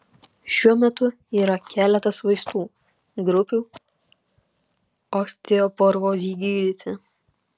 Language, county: Lithuanian, Panevėžys